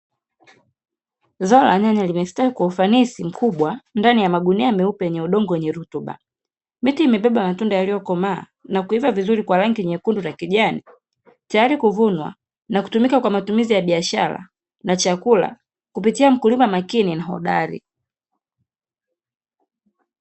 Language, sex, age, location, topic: Swahili, female, 25-35, Dar es Salaam, agriculture